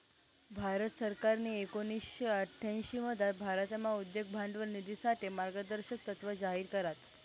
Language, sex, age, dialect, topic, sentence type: Marathi, female, 18-24, Northern Konkan, banking, statement